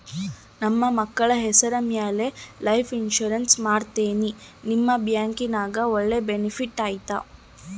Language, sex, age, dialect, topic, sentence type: Kannada, female, 18-24, Central, banking, question